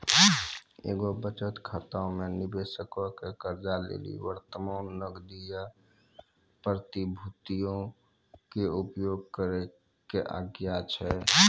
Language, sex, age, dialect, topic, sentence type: Maithili, male, 18-24, Angika, banking, statement